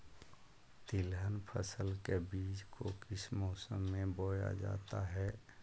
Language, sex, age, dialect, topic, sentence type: Magahi, male, 25-30, Southern, agriculture, question